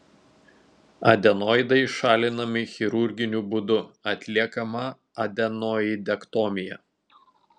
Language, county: Lithuanian, Telšiai